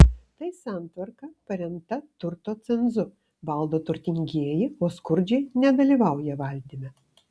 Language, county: Lithuanian, Kaunas